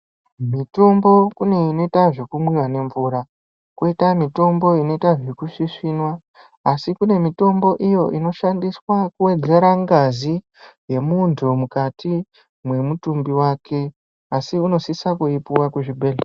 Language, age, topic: Ndau, 50+, health